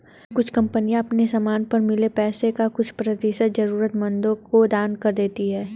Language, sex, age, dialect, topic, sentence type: Hindi, female, 31-35, Hindustani Malvi Khadi Boli, banking, statement